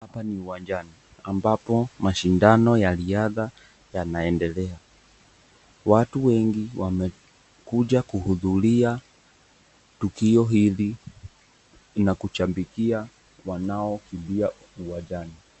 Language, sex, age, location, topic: Swahili, male, 18-24, Nakuru, government